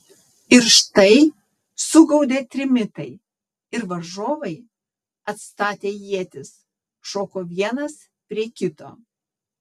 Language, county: Lithuanian, Tauragė